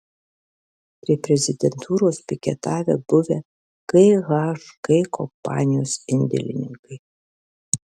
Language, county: Lithuanian, Alytus